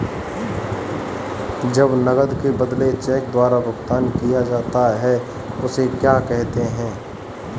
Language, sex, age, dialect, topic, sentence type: Hindi, male, 31-35, Marwari Dhudhari, banking, question